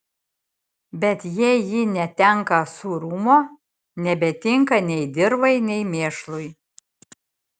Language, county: Lithuanian, Šiauliai